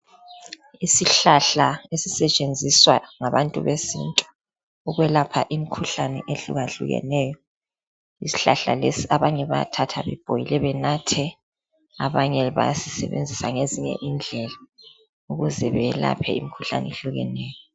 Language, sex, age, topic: North Ndebele, female, 50+, health